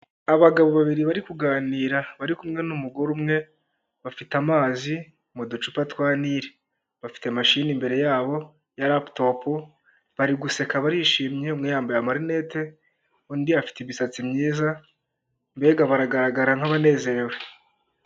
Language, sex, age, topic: Kinyarwanda, male, 18-24, government